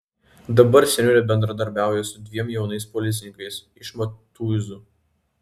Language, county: Lithuanian, Vilnius